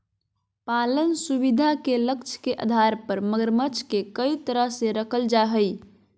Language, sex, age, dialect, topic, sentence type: Magahi, female, 41-45, Southern, agriculture, statement